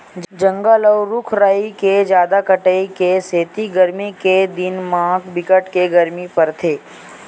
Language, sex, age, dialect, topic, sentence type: Chhattisgarhi, male, 18-24, Western/Budati/Khatahi, agriculture, statement